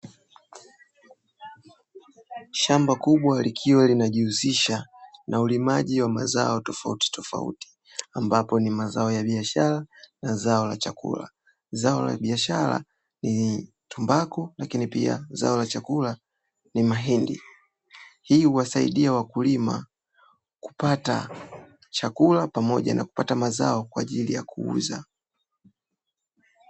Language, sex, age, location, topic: Swahili, female, 18-24, Dar es Salaam, agriculture